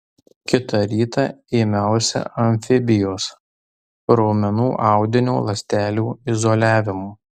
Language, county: Lithuanian, Tauragė